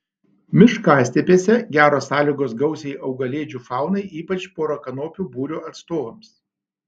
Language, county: Lithuanian, Alytus